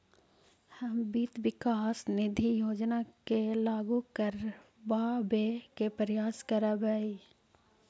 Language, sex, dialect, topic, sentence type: Magahi, female, Central/Standard, banking, statement